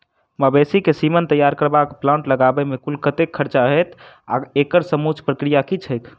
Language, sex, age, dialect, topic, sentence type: Maithili, male, 18-24, Southern/Standard, agriculture, question